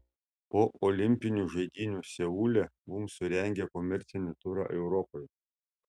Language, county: Lithuanian, Šiauliai